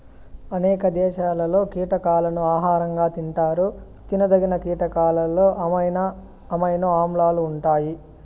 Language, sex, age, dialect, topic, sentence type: Telugu, male, 18-24, Southern, agriculture, statement